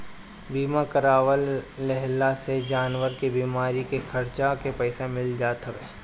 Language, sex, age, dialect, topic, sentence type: Bhojpuri, male, 18-24, Northern, banking, statement